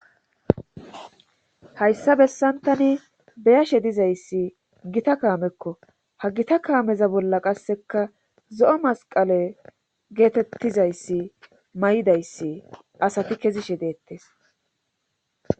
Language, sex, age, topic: Gamo, female, 25-35, government